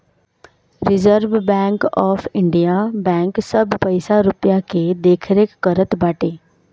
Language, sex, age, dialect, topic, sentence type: Bhojpuri, female, 18-24, Northern, banking, statement